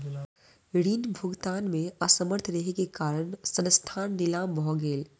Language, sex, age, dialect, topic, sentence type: Maithili, female, 25-30, Southern/Standard, banking, statement